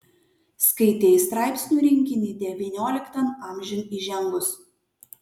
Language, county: Lithuanian, Kaunas